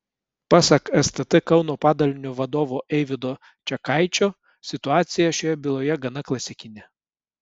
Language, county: Lithuanian, Kaunas